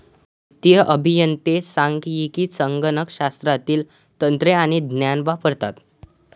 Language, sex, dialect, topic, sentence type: Marathi, male, Varhadi, banking, statement